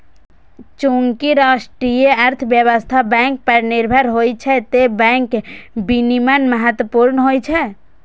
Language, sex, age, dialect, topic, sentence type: Maithili, female, 18-24, Eastern / Thethi, banking, statement